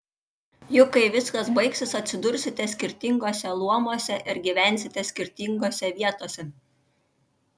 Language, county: Lithuanian, Panevėžys